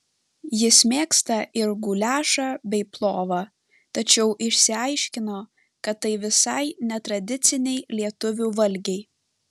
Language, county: Lithuanian, Panevėžys